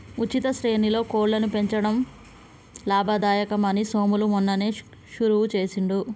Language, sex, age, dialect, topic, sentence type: Telugu, female, 18-24, Telangana, agriculture, statement